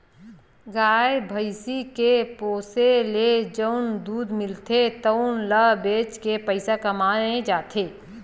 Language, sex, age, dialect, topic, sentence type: Chhattisgarhi, female, 36-40, Western/Budati/Khatahi, agriculture, statement